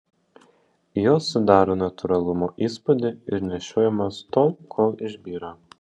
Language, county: Lithuanian, Panevėžys